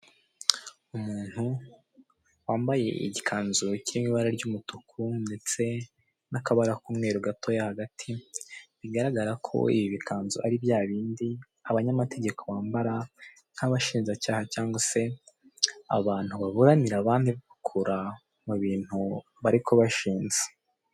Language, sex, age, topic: Kinyarwanda, male, 18-24, government